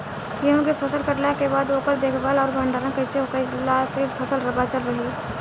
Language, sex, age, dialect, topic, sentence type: Bhojpuri, female, 18-24, Southern / Standard, agriculture, question